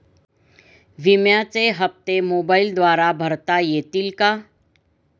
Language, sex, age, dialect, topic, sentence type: Marathi, female, 51-55, Standard Marathi, banking, question